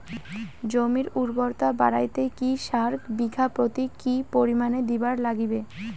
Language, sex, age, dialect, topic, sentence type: Bengali, female, <18, Rajbangshi, agriculture, question